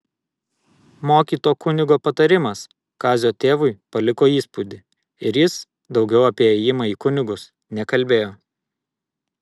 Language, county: Lithuanian, Vilnius